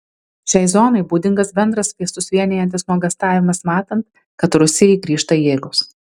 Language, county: Lithuanian, Vilnius